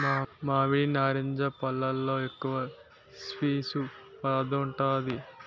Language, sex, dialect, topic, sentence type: Telugu, male, Utterandhra, agriculture, statement